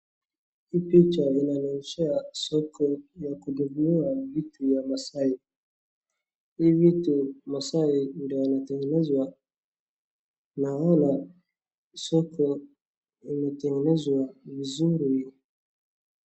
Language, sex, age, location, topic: Swahili, male, 18-24, Wajir, finance